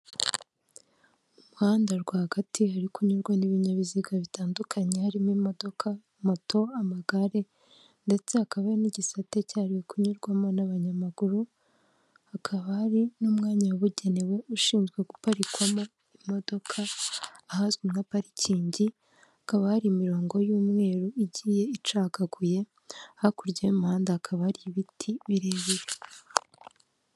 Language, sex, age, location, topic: Kinyarwanda, female, 18-24, Kigali, government